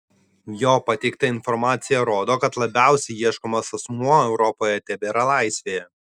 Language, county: Lithuanian, Šiauliai